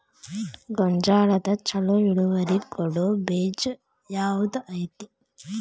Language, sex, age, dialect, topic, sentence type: Kannada, female, 18-24, Dharwad Kannada, agriculture, question